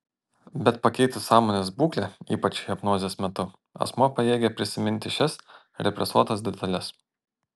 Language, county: Lithuanian, Panevėžys